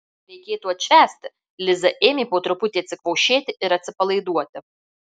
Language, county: Lithuanian, Marijampolė